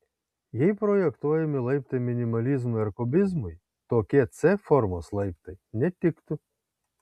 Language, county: Lithuanian, Kaunas